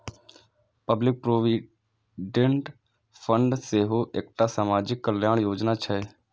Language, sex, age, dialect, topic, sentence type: Maithili, male, 18-24, Eastern / Thethi, banking, statement